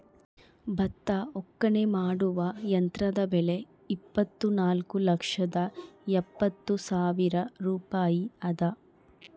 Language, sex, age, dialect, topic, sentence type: Kannada, female, 25-30, Central, agriculture, statement